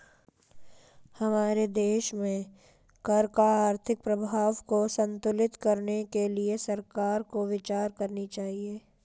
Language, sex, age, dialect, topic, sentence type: Hindi, female, 56-60, Marwari Dhudhari, banking, statement